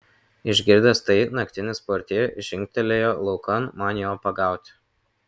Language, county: Lithuanian, Kaunas